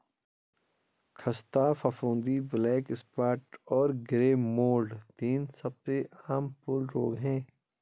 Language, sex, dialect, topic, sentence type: Hindi, male, Garhwali, agriculture, statement